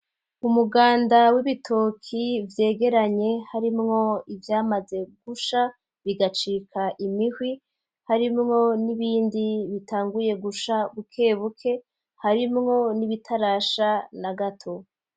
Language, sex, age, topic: Rundi, female, 25-35, agriculture